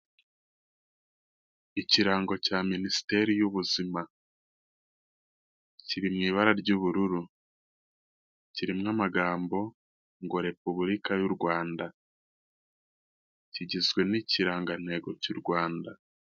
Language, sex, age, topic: Kinyarwanda, male, 18-24, health